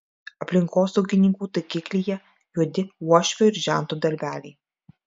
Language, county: Lithuanian, Klaipėda